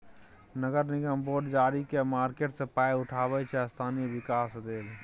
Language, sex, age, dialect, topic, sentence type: Maithili, male, 25-30, Bajjika, banking, statement